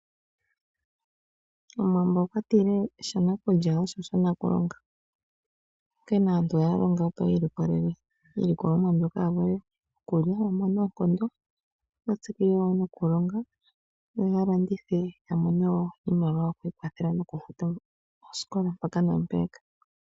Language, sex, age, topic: Oshiwambo, female, 36-49, agriculture